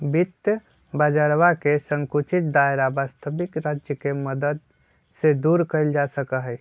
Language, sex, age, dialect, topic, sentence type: Magahi, male, 25-30, Western, banking, statement